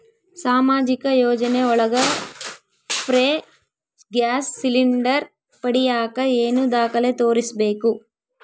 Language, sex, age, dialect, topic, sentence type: Kannada, female, 18-24, Central, banking, question